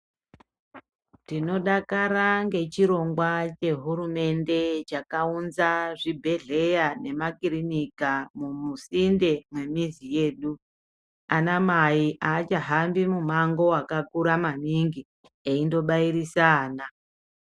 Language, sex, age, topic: Ndau, male, 25-35, health